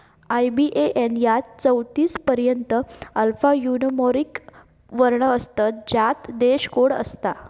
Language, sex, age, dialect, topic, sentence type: Marathi, female, 18-24, Southern Konkan, banking, statement